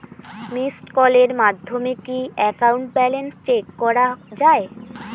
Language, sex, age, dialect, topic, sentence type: Bengali, female, 18-24, Rajbangshi, banking, question